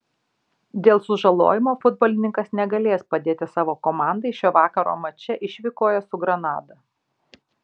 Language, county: Lithuanian, Šiauliai